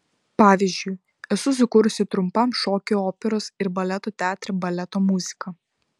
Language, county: Lithuanian, Vilnius